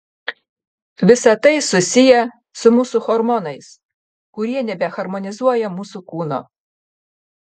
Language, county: Lithuanian, Panevėžys